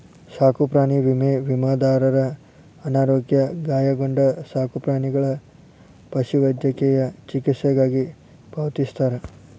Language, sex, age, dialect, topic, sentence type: Kannada, male, 18-24, Dharwad Kannada, banking, statement